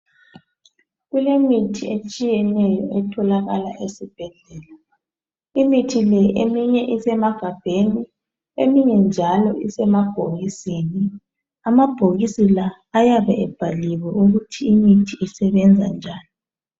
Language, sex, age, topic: North Ndebele, male, 36-49, health